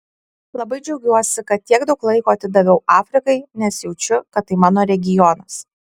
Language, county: Lithuanian, Kaunas